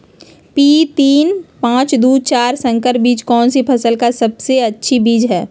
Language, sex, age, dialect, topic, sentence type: Magahi, female, 31-35, Southern, agriculture, question